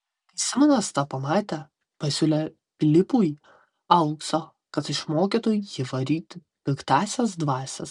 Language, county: Lithuanian, Vilnius